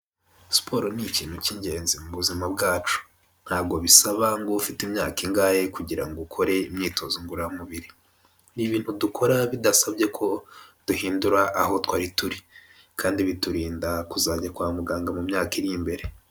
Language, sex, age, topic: Kinyarwanda, male, 18-24, health